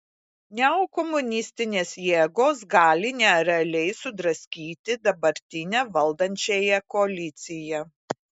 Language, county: Lithuanian, Klaipėda